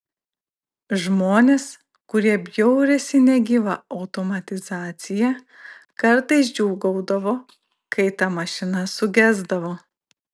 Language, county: Lithuanian, Klaipėda